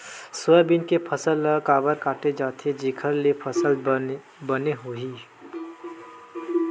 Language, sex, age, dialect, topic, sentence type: Chhattisgarhi, male, 25-30, Western/Budati/Khatahi, agriculture, question